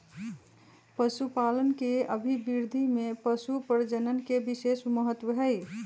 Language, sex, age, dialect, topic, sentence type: Magahi, female, 31-35, Western, agriculture, statement